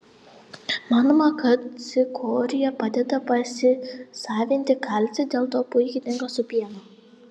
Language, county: Lithuanian, Panevėžys